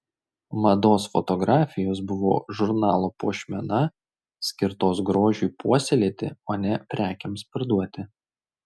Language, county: Lithuanian, Šiauliai